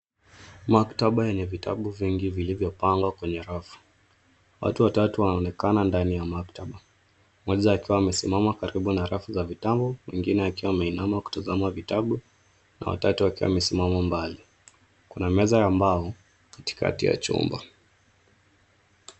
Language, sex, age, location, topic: Swahili, male, 25-35, Nairobi, education